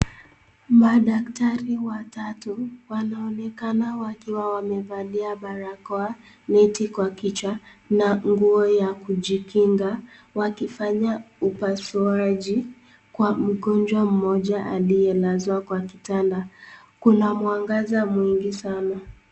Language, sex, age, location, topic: Swahili, female, 18-24, Nakuru, health